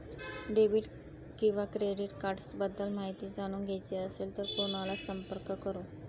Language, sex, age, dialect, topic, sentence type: Marathi, female, 25-30, Northern Konkan, banking, question